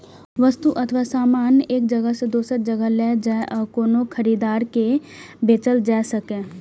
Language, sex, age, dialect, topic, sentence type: Maithili, female, 25-30, Eastern / Thethi, banking, statement